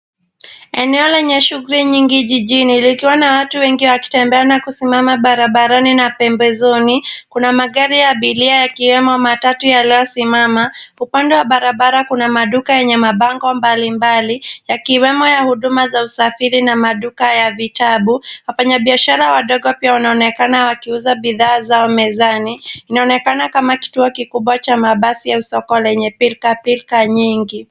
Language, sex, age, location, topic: Swahili, female, 18-24, Nairobi, government